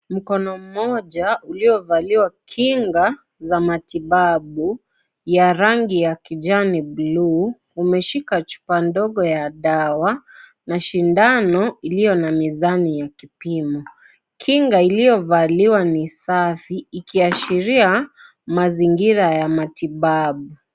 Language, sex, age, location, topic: Swahili, female, 25-35, Kisii, health